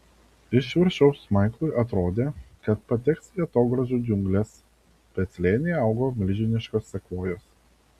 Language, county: Lithuanian, Vilnius